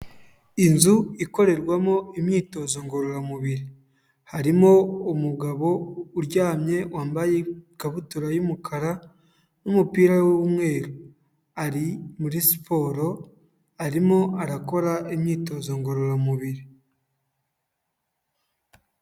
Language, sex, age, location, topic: Kinyarwanda, male, 25-35, Huye, health